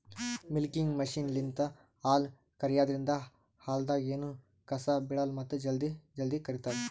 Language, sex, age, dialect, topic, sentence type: Kannada, male, 31-35, Northeastern, agriculture, statement